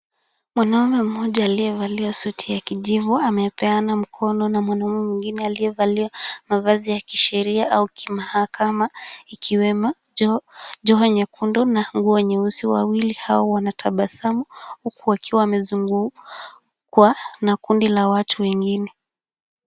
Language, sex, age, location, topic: Swahili, female, 18-24, Kisumu, government